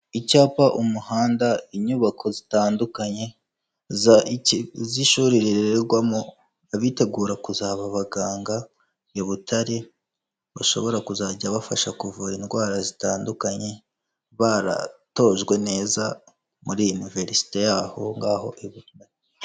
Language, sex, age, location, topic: Kinyarwanda, male, 18-24, Kigali, health